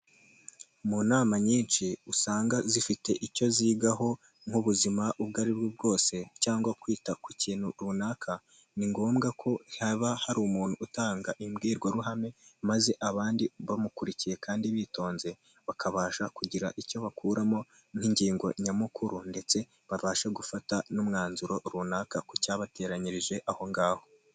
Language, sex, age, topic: Kinyarwanda, male, 18-24, health